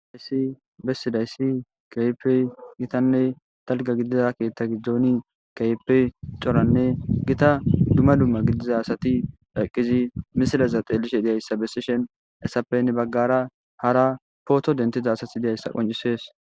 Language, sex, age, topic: Gamo, male, 18-24, government